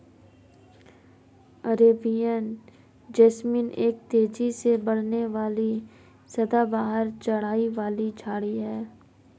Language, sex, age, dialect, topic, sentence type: Hindi, female, 25-30, Marwari Dhudhari, agriculture, statement